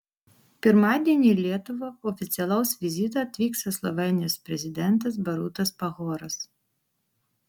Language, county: Lithuanian, Vilnius